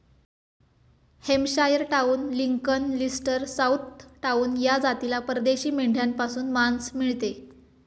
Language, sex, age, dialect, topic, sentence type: Marathi, male, 25-30, Standard Marathi, agriculture, statement